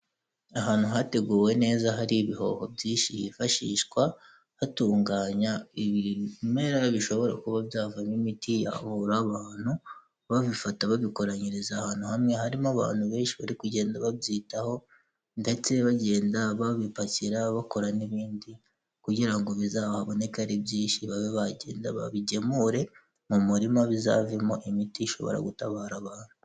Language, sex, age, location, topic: Kinyarwanda, male, 18-24, Kigali, health